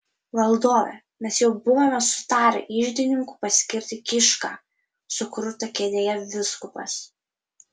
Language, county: Lithuanian, Vilnius